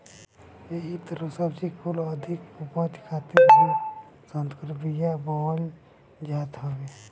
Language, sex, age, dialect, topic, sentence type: Bhojpuri, male, 25-30, Northern, agriculture, statement